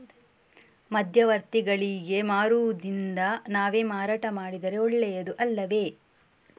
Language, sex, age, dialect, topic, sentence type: Kannada, female, 18-24, Coastal/Dakshin, agriculture, question